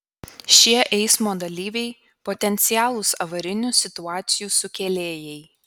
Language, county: Lithuanian, Kaunas